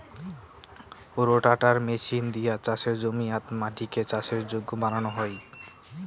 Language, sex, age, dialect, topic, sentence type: Bengali, male, 60-100, Rajbangshi, agriculture, statement